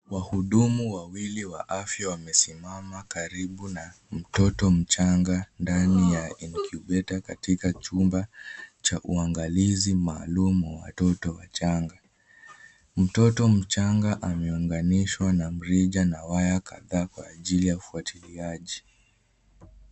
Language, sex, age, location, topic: Swahili, male, 18-24, Kisumu, health